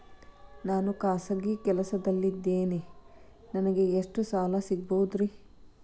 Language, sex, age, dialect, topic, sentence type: Kannada, female, 36-40, Dharwad Kannada, banking, question